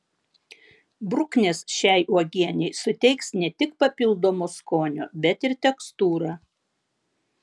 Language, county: Lithuanian, Vilnius